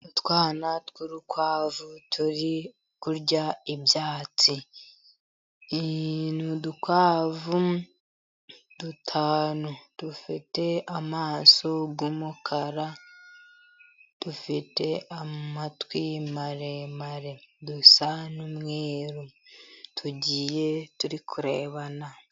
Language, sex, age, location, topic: Kinyarwanda, female, 50+, Musanze, agriculture